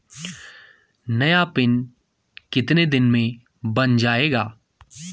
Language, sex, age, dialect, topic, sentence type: Hindi, male, 18-24, Garhwali, banking, question